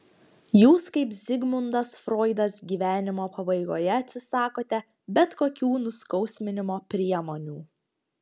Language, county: Lithuanian, Panevėžys